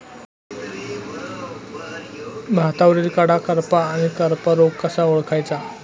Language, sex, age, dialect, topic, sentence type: Marathi, male, 18-24, Standard Marathi, agriculture, question